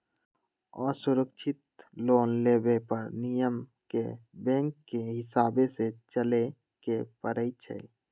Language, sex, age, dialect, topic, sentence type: Magahi, male, 18-24, Western, banking, statement